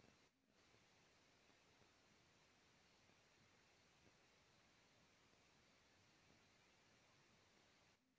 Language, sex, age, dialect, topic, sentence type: Bhojpuri, male, 18-24, Western, banking, statement